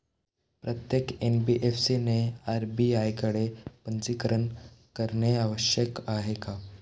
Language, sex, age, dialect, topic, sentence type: Marathi, male, <18, Standard Marathi, banking, question